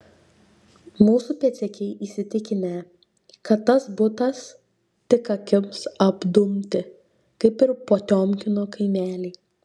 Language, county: Lithuanian, Šiauliai